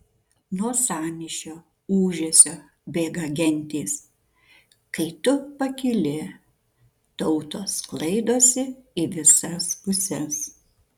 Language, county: Lithuanian, Šiauliai